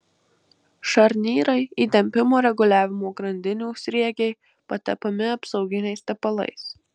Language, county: Lithuanian, Marijampolė